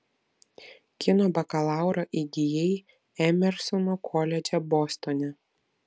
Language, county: Lithuanian, Vilnius